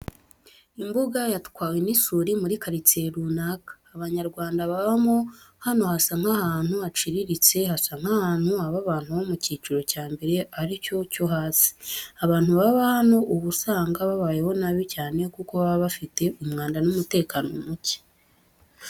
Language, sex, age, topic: Kinyarwanda, female, 18-24, education